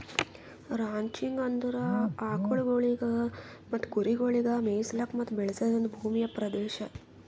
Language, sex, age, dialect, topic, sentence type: Kannada, female, 51-55, Northeastern, agriculture, statement